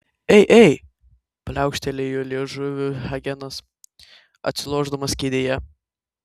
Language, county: Lithuanian, Tauragė